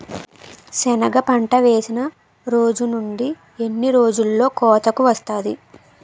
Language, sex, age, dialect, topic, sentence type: Telugu, female, 18-24, Utterandhra, agriculture, question